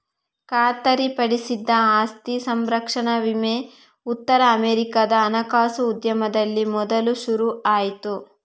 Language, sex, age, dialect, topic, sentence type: Kannada, female, 41-45, Coastal/Dakshin, banking, statement